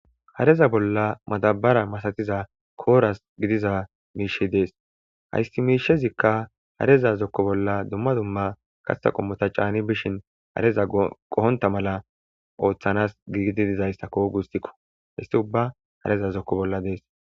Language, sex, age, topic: Gamo, male, 25-35, agriculture